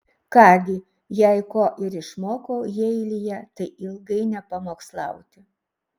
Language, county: Lithuanian, Šiauliai